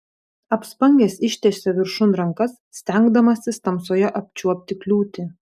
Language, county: Lithuanian, Vilnius